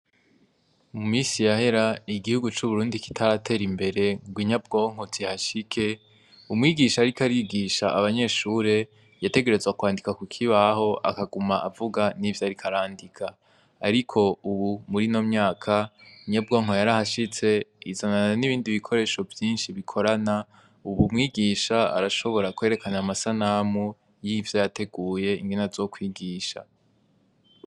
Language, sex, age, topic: Rundi, male, 18-24, education